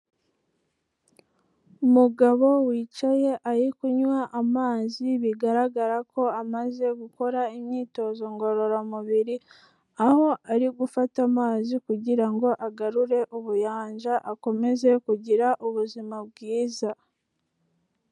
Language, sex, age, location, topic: Kinyarwanda, female, 18-24, Kigali, health